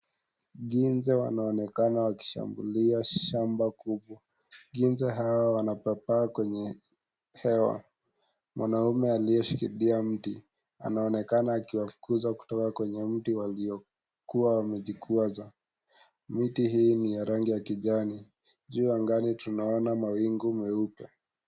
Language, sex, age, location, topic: Swahili, female, 25-35, Kisii, health